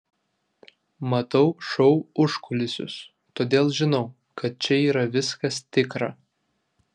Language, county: Lithuanian, Vilnius